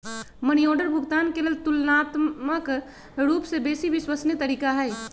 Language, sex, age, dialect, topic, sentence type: Magahi, female, 56-60, Western, banking, statement